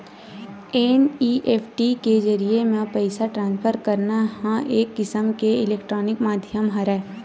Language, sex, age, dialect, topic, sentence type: Chhattisgarhi, female, 56-60, Western/Budati/Khatahi, banking, statement